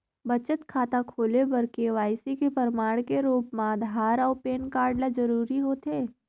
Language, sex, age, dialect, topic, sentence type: Chhattisgarhi, female, 31-35, Northern/Bhandar, banking, statement